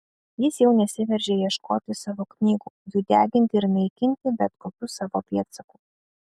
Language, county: Lithuanian, Kaunas